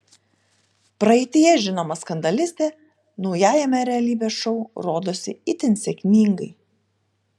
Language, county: Lithuanian, Telšiai